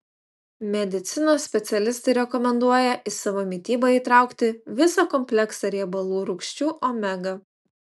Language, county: Lithuanian, Utena